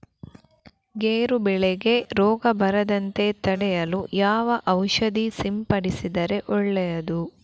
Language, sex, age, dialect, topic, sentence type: Kannada, female, 18-24, Coastal/Dakshin, agriculture, question